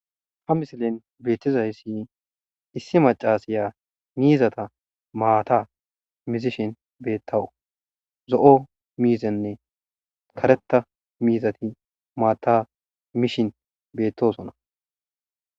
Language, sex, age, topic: Gamo, male, 25-35, agriculture